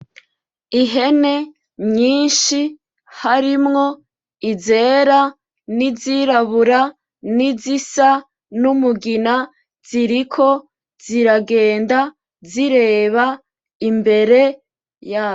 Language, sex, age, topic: Rundi, female, 25-35, agriculture